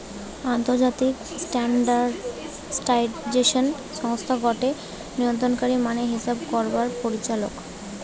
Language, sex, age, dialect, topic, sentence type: Bengali, female, 18-24, Western, banking, statement